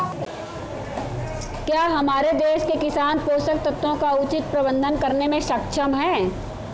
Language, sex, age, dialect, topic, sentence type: Hindi, female, 25-30, Marwari Dhudhari, agriculture, statement